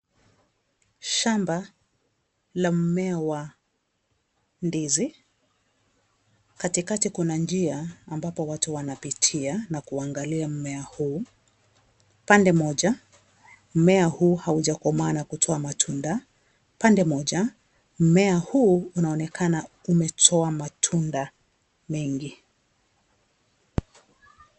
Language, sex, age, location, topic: Swahili, female, 36-49, Kisii, agriculture